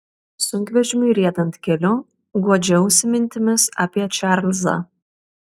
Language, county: Lithuanian, Vilnius